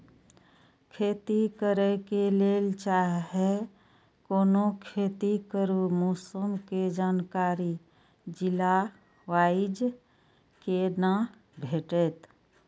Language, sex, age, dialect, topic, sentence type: Maithili, female, 41-45, Eastern / Thethi, agriculture, question